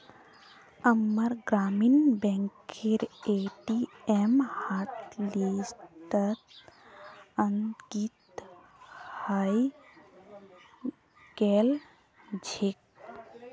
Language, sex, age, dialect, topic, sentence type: Magahi, female, 18-24, Northeastern/Surjapuri, banking, statement